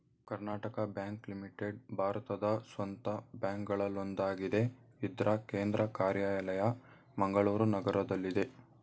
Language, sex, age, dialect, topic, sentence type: Kannada, male, 18-24, Mysore Kannada, banking, statement